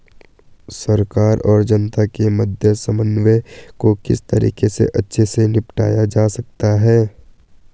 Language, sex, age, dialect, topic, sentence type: Hindi, male, 18-24, Garhwali, banking, question